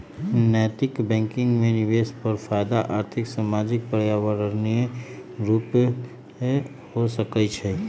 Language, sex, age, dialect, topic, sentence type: Magahi, female, 25-30, Western, banking, statement